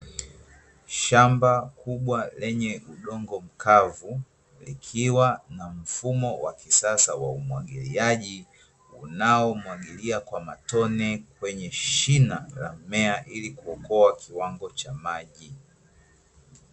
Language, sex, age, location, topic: Swahili, male, 25-35, Dar es Salaam, agriculture